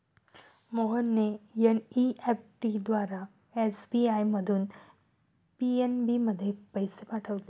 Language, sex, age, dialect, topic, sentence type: Marathi, female, 31-35, Standard Marathi, banking, statement